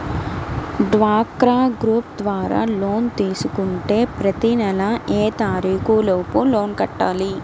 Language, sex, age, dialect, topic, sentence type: Telugu, female, 18-24, Central/Coastal, banking, question